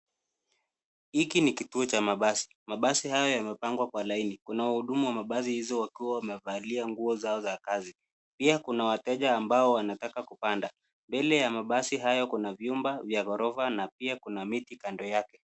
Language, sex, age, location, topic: Swahili, male, 18-24, Nairobi, government